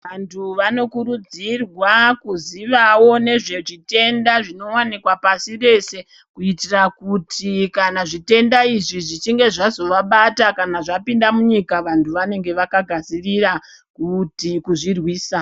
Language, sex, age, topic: Ndau, female, 36-49, health